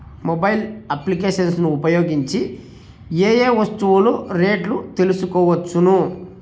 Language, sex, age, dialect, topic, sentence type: Telugu, male, 31-35, Southern, agriculture, question